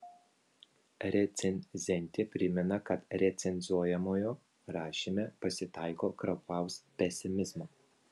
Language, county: Lithuanian, Vilnius